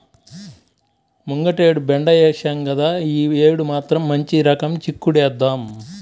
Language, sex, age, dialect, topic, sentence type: Telugu, female, 31-35, Central/Coastal, agriculture, statement